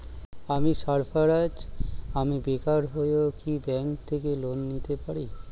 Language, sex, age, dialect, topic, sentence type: Bengali, male, 36-40, Standard Colloquial, banking, question